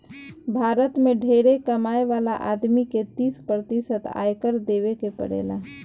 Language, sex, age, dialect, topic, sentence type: Bhojpuri, female, 25-30, Southern / Standard, banking, statement